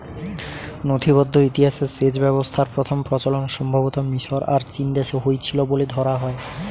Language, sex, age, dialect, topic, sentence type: Bengali, male, 18-24, Western, agriculture, statement